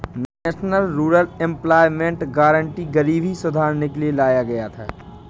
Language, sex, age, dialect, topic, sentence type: Hindi, female, 18-24, Awadhi Bundeli, banking, statement